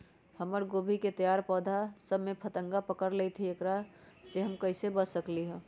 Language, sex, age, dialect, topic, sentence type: Magahi, female, 31-35, Western, agriculture, question